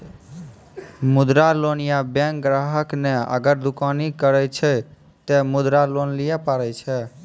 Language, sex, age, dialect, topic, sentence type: Maithili, male, 18-24, Angika, banking, question